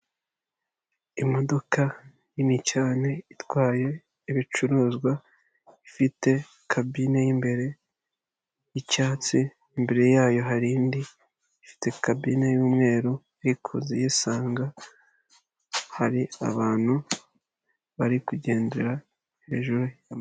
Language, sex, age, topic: Kinyarwanda, male, 18-24, government